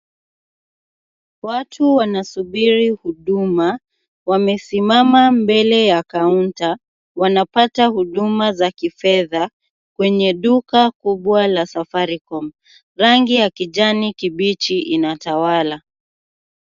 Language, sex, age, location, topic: Swahili, female, 18-24, Kisumu, finance